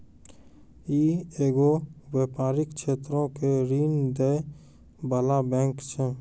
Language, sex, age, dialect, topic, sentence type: Maithili, male, 18-24, Angika, banking, statement